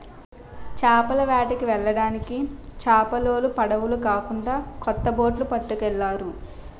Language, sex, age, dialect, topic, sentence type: Telugu, female, 18-24, Utterandhra, agriculture, statement